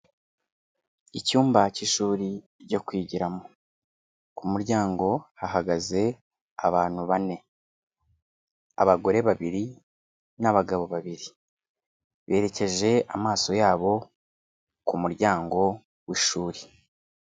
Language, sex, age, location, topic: Kinyarwanda, male, 25-35, Kigali, education